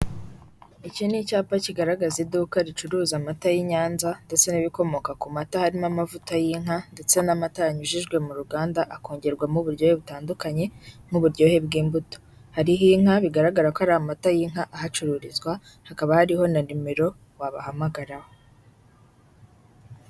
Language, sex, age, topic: Kinyarwanda, female, 18-24, finance